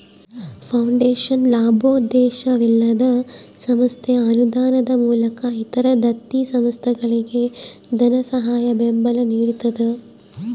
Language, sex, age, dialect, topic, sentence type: Kannada, female, 36-40, Central, banking, statement